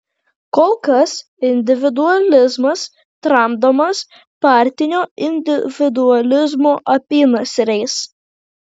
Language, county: Lithuanian, Kaunas